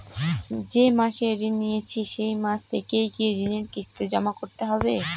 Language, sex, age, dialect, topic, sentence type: Bengali, female, 25-30, Northern/Varendri, banking, question